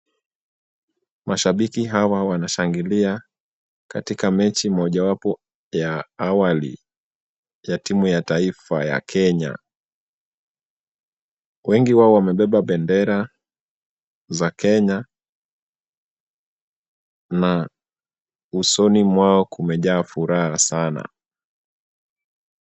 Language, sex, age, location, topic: Swahili, male, 25-35, Kisumu, government